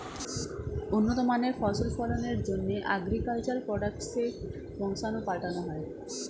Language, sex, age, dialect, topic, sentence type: Bengali, female, 31-35, Standard Colloquial, agriculture, statement